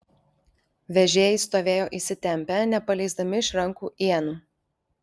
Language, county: Lithuanian, Alytus